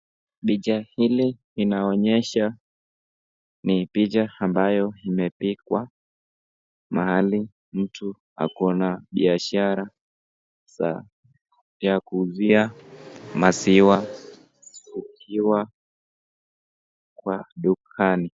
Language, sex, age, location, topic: Swahili, male, 25-35, Nakuru, finance